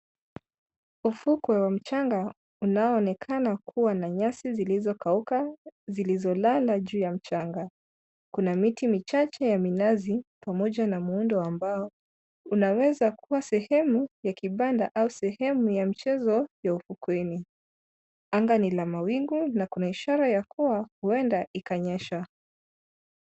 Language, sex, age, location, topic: Swahili, female, 25-35, Mombasa, government